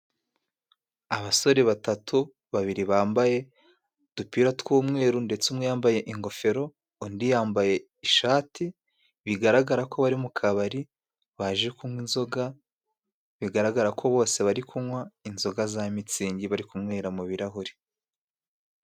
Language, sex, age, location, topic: Kinyarwanda, male, 25-35, Musanze, finance